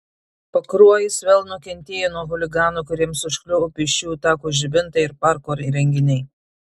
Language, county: Lithuanian, Tauragė